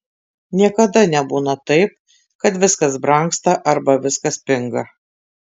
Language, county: Lithuanian, Tauragė